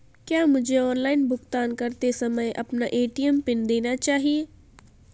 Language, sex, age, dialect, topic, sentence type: Hindi, female, 18-24, Marwari Dhudhari, banking, question